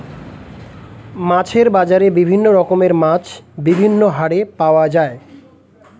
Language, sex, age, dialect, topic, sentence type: Bengali, male, 25-30, Standard Colloquial, agriculture, statement